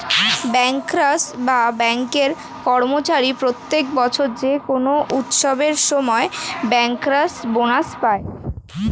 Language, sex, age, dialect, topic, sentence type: Bengali, female, <18, Standard Colloquial, banking, statement